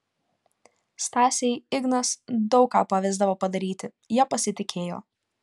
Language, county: Lithuanian, Panevėžys